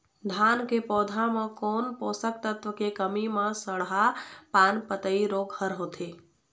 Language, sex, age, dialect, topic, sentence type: Chhattisgarhi, female, 25-30, Eastern, agriculture, question